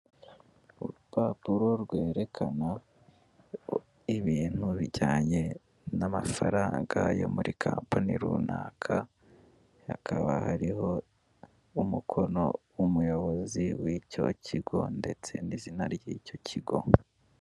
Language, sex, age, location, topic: Kinyarwanda, male, 18-24, Kigali, finance